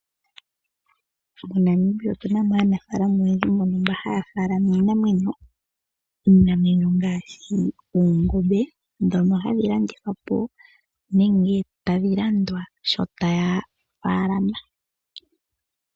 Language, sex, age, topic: Oshiwambo, female, 18-24, agriculture